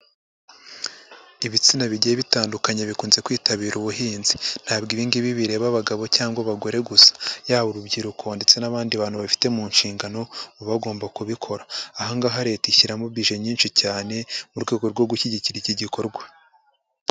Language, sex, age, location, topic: Kinyarwanda, male, 25-35, Huye, agriculture